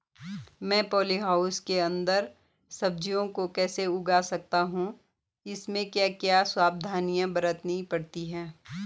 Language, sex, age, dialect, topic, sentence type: Hindi, female, 41-45, Garhwali, agriculture, question